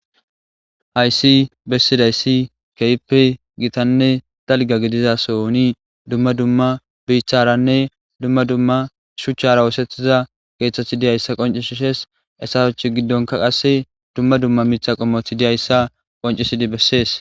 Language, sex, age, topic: Gamo, male, 18-24, government